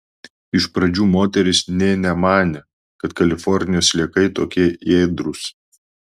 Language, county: Lithuanian, Klaipėda